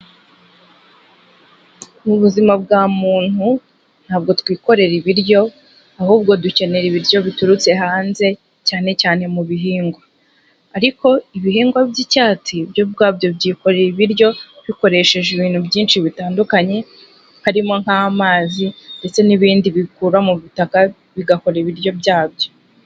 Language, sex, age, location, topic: Kinyarwanda, female, 18-24, Huye, agriculture